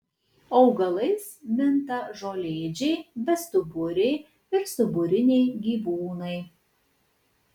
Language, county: Lithuanian, Kaunas